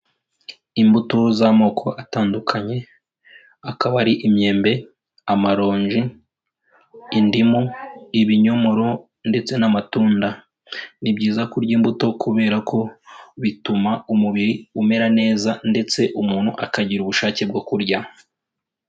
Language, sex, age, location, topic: Kinyarwanda, female, 18-24, Kigali, agriculture